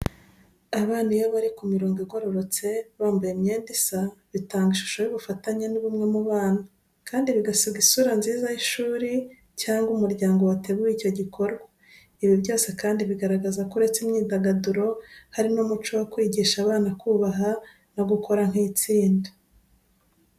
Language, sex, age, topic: Kinyarwanda, female, 36-49, education